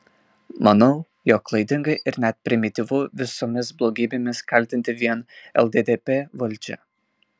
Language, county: Lithuanian, Marijampolė